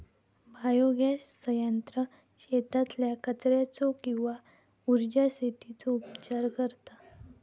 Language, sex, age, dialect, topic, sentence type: Marathi, female, 46-50, Southern Konkan, agriculture, statement